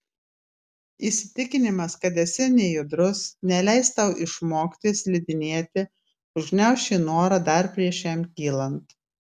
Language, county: Lithuanian, Klaipėda